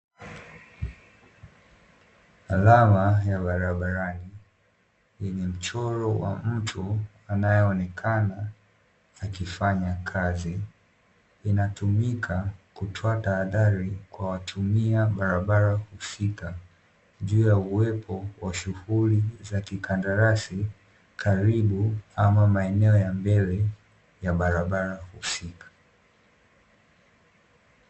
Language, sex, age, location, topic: Swahili, male, 18-24, Dar es Salaam, government